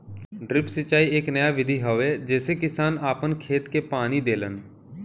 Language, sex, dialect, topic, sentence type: Bhojpuri, male, Western, agriculture, statement